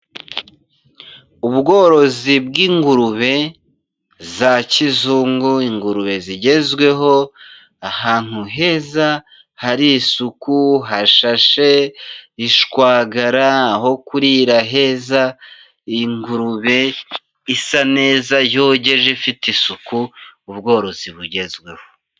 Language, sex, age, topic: Kinyarwanda, male, 25-35, agriculture